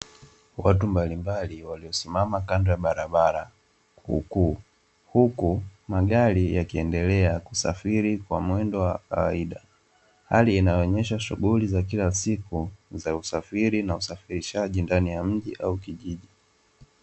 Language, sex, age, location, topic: Swahili, male, 18-24, Dar es Salaam, government